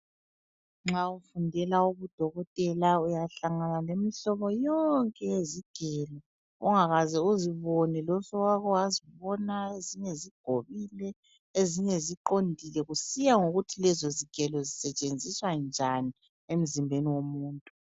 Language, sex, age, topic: North Ndebele, female, 36-49, health